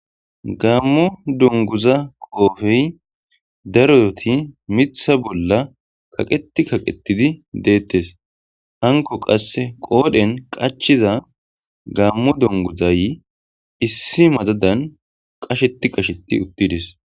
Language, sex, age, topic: Gamo, male, 18-24, government